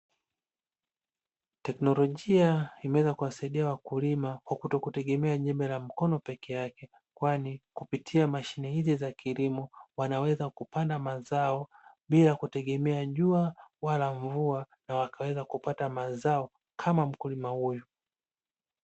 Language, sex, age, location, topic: Swahili, male, 25-35, Dar es Salaam, agriculture